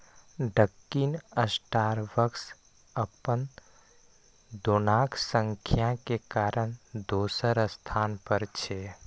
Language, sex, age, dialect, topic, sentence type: Maithili, male, 18-24, Eastern / Thethi, agriculture, statement